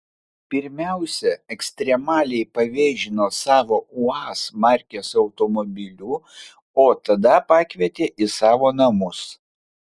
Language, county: Lithuanian, Vilnius